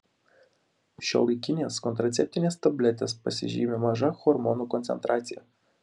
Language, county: Lithuanian, Šiauliai